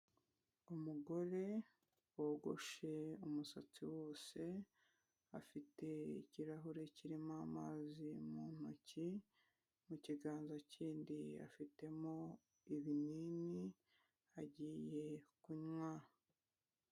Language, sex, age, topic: Kinyarwanda, female, 25-35, health